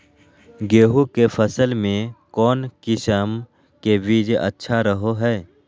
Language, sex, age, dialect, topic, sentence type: Magahi, male, 18-24, Southern, agriculture, question